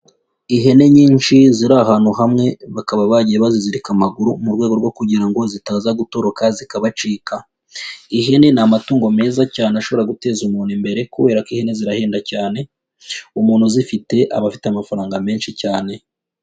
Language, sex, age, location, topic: Kinyarwanda, male, 18-24, Huye, agriculture